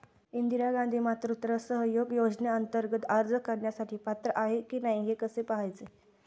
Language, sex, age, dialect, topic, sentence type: Marathi, female, 18-24, Standard Marathi, banking, question